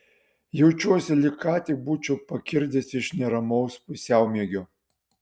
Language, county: Lithuanian, Utena